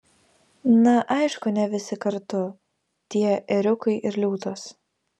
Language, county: Lithuanian, Vilnius